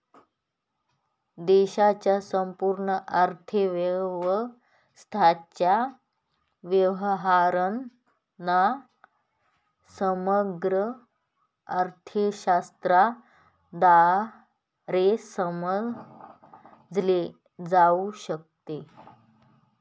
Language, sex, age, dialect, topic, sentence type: Marathi, female, 31-35, Northern Konkan, banking, statement